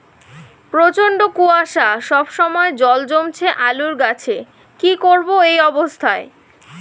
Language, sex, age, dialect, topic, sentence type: Bengali, female, 18-24, Rajbangshi, agriculture, question